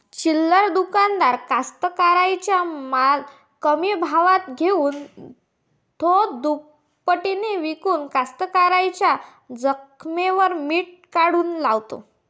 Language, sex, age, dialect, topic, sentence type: Marathi, female, 51-55, Varhadi, agriculture, question